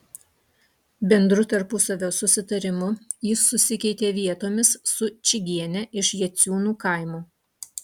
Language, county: Lithuanian, Utena